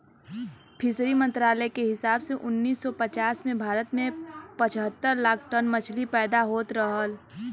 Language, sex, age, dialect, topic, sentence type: Bhojpuri, female, 18-24, Western, agriculture, statement